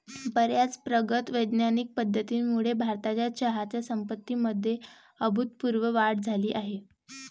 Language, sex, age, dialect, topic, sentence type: Marathi, female, 18-24, Varhadi, agriculture, statement